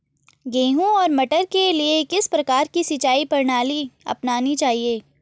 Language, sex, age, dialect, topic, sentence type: Hindi, female, 31-35, Garhwali, agriculture, question